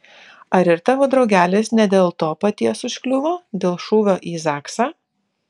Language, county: Lithuanian, Vilnius